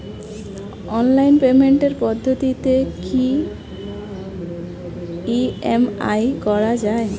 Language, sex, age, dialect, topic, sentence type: Bengali, female, 25-30, Standard Colloquial, banking, question